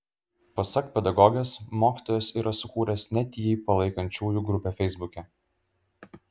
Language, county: Lithuanian, Kaunas